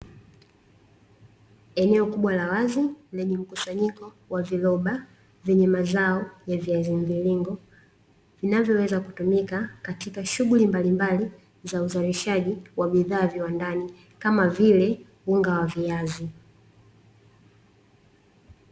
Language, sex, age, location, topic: Swahili, female, 18-24, Dar es Salaam, agriculture